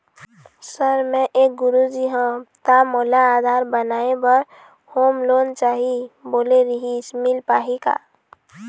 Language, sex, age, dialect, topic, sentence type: Chhattisgarhi, female, 25-30, Eastern, banking, question